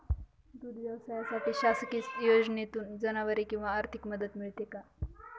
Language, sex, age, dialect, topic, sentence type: Marathi, female, 18-24, Northern Konkan, agriculture, question